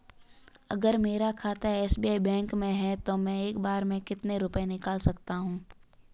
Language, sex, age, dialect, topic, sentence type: Hindi, female, 18-24, Marwari Dhudhari, banking, question